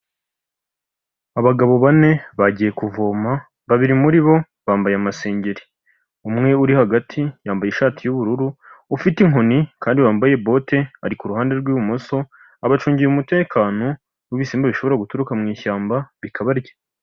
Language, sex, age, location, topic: Kinyarwanda, male, 18-24, Huye, health